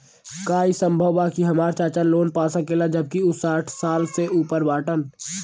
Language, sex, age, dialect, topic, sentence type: Bhojpuri, male, <18, Western, banking, statement